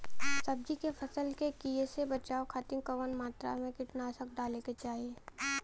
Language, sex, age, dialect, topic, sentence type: Bhojpuri, female, 18-24, Western, agriculture, question